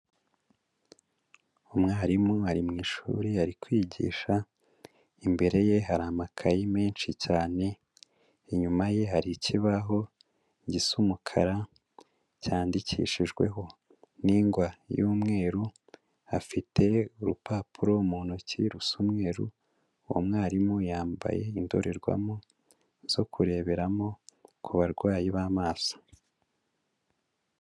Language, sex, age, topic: Kinyarwanda, male, 25-35, education